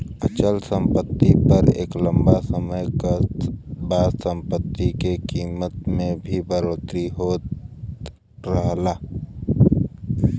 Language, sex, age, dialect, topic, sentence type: Bhojpuri, male, 18-24, Western, banking, statement